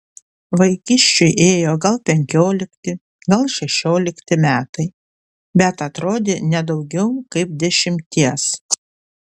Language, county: Lithuanian, Panevėžys